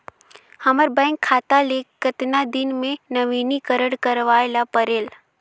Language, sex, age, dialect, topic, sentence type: Chhattisgarhi, female, 18-24, Northern/Bhandar, banking, question